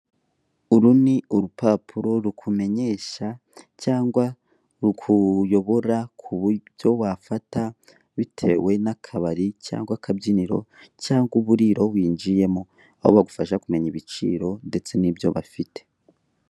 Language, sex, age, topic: Kinyarwanda, male, 18-24, finance